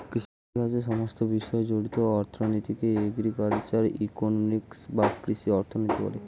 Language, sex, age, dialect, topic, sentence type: Bengali, male, 18-24, Standard Colloquial, banking, statement